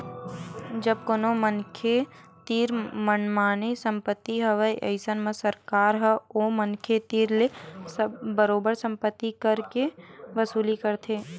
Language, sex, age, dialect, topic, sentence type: Chhattisgarhi, female, 18-24, Western/Budati/Khatahi, banking, statement